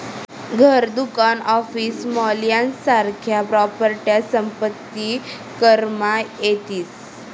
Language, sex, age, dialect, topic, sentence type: Marathi, female, 18-24, Northern Konkan, banking, statement